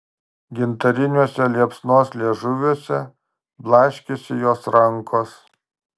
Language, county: Lithuanian, Marijampolė